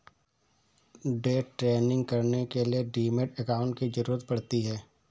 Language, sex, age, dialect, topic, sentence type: Hindi, male, 31-35, Awadhi Bundeli, banking, statement